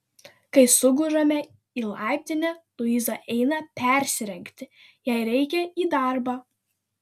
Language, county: Lithuanian, Vilnius